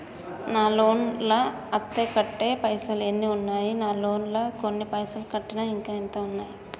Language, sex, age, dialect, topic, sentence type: Telugu, female, 31-35, Telangana, banking, question